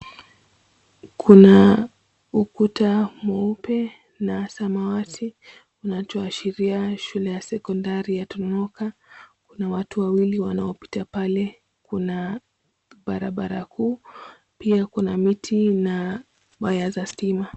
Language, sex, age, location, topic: Swahili, female, 25-35, Mombasa, education